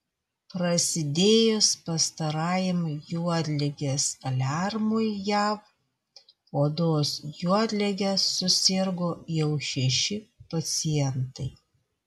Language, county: Lithuanian, Vilnius